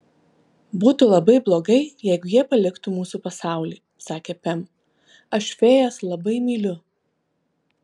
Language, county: Lithuanian, Alytus